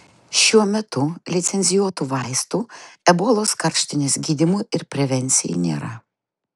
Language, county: Lithuanian, Utena